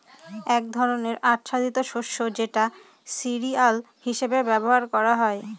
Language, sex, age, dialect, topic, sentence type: Bengali, female, 31-35, Northern/Varendri, agriculture, statement